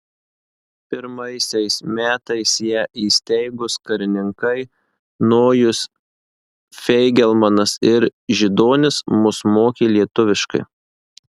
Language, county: Lithuanian, Marijampolė